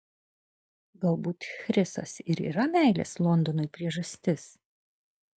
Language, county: Lithuanian, Kaunas